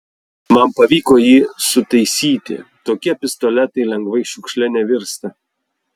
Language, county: Lithuanian, Vilnius